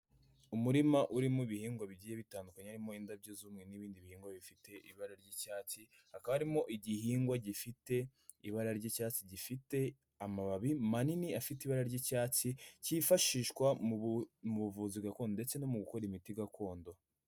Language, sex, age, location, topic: Kinyarwanda, female, 25-35, Kigali, health